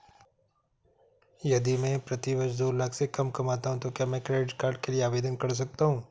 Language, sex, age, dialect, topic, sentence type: Hindi, female, 31-35, Awadhi Bundeli, banking, question